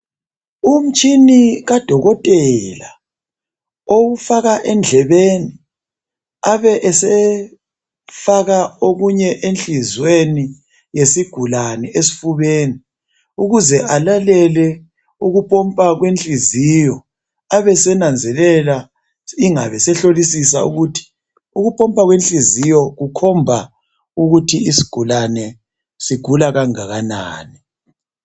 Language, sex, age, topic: North Ndebele, male, 36-49, health